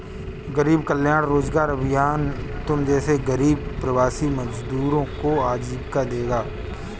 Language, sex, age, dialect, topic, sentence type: Hindi, male, 31-35, Kanauji Braj Bhasha, banking, statement